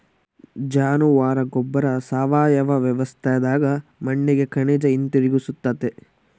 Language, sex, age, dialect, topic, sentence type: Kannada, male, 25-30, Central, agriculture, statement